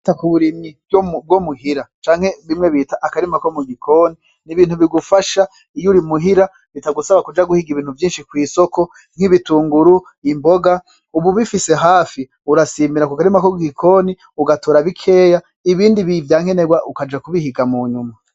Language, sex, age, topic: Rundi, male, 25-35, agriculture